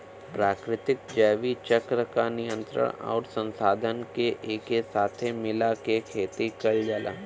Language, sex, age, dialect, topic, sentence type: Bhojpuri, male, 18-24, Western, agriculture, statement